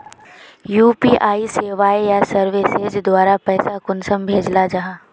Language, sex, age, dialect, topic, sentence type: Magahi, female, 36-40, Northeastern/Surjapuri, banking, question